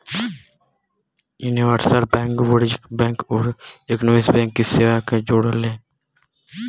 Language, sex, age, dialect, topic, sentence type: Bhojpuri, male, 18-24, Western, banking, statement